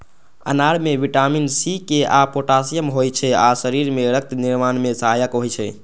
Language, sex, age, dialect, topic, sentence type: Maithili, male, 18-24, Eastern / Thethi, agriculture, statement